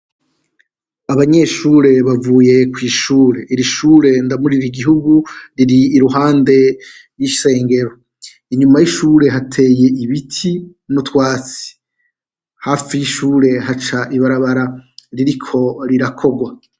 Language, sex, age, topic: Rundi, male, 36-49, education